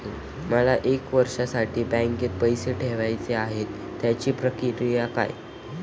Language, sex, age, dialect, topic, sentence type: Marathi, male, 18-24, Standard Marathi, banking, question